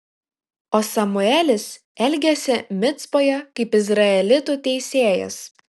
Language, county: Lithuanian, Kaunas